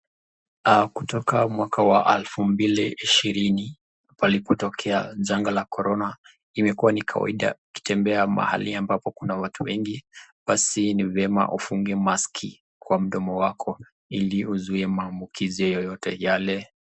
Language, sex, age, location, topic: Swahili, male, 25-35, Nakuru, government